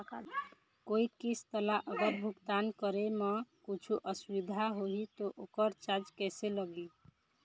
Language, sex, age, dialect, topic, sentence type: Chhattisgarhi, female, 25-30, Eastern, banking, question